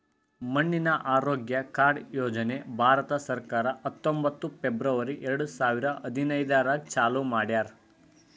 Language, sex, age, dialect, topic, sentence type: Kannada, male, 18-24, Northeastern, agriculture, statement